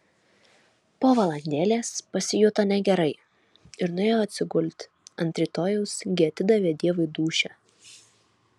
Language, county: Lithuanian, Alytus